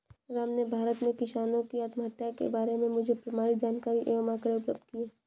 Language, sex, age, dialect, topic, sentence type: Hindi, female, 56-60, Kanauji Braj Bhasha, agriculture, statement